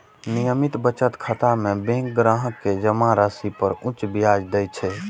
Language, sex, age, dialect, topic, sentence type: Maithili, male, 18-24, Eastern / Thethi, banking, statement